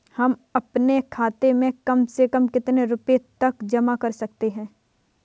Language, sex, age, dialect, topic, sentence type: Hindi, female, 31-35, Kanauji Braj Bhasha, banking, question